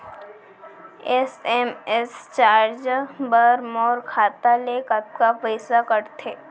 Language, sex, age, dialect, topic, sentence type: Chhattisgarhi, female, 18-24, Central, banking, question